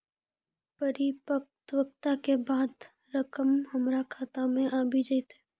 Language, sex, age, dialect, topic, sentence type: Maithili, female, 18-24, Angika, banking, question